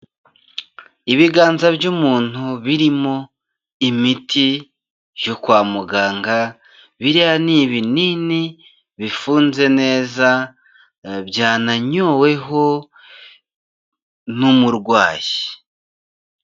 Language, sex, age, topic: Kinyarwanda, male, 25-35, health